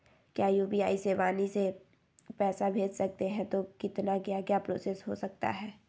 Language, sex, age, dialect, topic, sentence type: Magahi, female, 60-100, Southern, banking, question